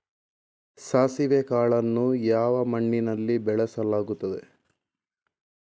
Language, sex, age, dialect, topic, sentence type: Kannada, male, 25-30, Coastal/Dakshin, agriculture, question